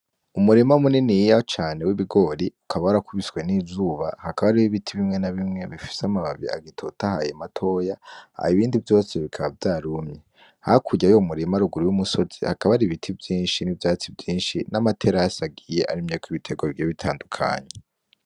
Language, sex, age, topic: Rundi, female, 18-24, agriculture